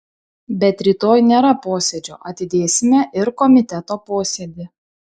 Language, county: Lithuanian, Šiauliai